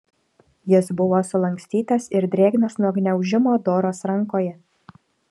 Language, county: Lithuanian, Šiauliai